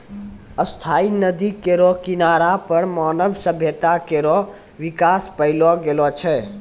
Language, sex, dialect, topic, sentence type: Maithili, male, Angika, agriculture, statement